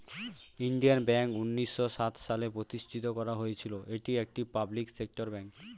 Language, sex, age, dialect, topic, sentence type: Bengali, male, 18-24, Standard Colloquial, banking, statement